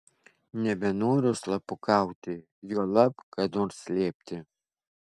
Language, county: Lithuanian, Kaunas